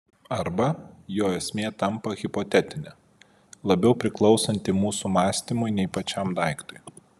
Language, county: Lithuanian, Vilnius